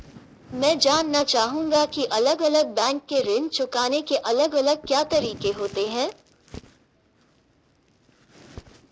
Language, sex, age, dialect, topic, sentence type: Hindi, female, 18-24, Marwari Dhudhari, banking, question